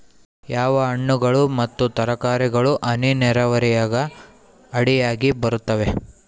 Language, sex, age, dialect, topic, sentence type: Kannada, male, 18-24, Central, agriculture, question